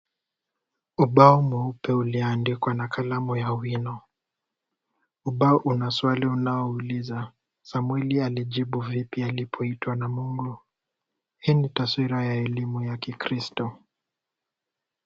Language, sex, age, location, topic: Swahili, male, 18-24, Kisumu, education